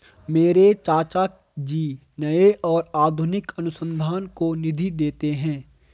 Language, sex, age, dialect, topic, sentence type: Hindi, male, 18-24, Garhwali, banking, statement